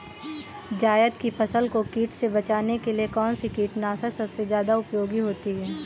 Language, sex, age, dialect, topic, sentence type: Hindi, female, 18-24, Awadhi Bundeli, agriculture, question